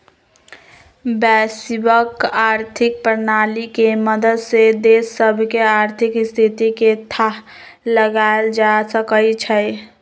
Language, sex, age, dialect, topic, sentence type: Magahi, female, 25-30, Western, banking, statement